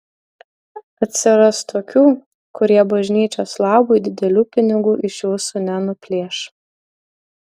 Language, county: Lithuanian, Utena